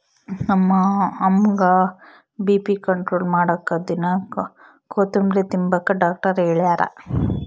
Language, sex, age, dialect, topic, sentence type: Kannada, female, 18-24, Central, agriculture, statement